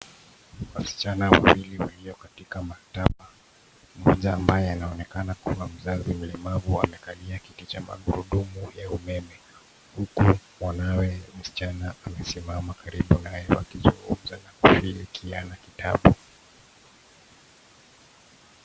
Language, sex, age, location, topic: Swahili, male, 25-35, Nairobi, education